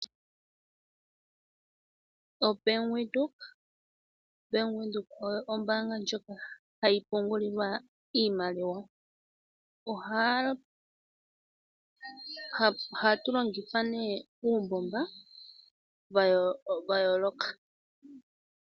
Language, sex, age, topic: Oshiwambo, female, 25-35, finance